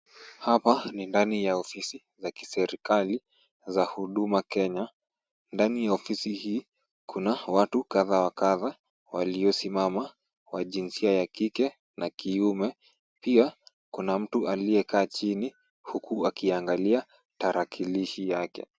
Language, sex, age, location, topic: Swahili, female, 25-35, Kisumu, government